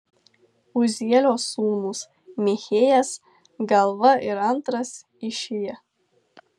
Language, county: Lithuanian, Tauragė